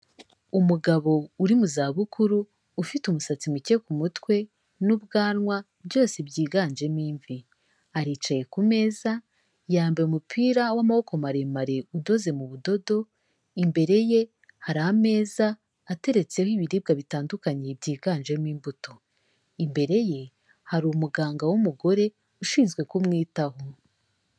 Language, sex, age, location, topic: Kinyarwanda, female, 18-24, Kigali, health